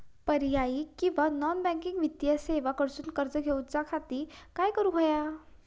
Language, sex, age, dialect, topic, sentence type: Marathi, female, 41-45, Southern Konkan, banking, question